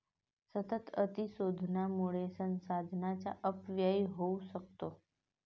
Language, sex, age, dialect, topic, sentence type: Marathi, female, 31-35, Varhadi, agriculture, statement